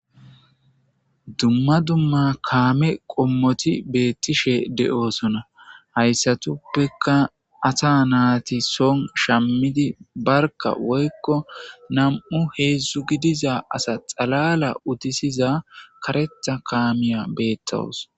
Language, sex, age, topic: Gamo, male, 25-35, government